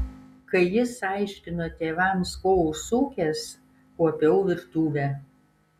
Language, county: Lithuanian, Kaunas